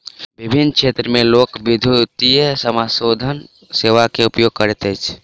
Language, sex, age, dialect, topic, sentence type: Maithili, male, 18-24, Southern/Standard, banking, statement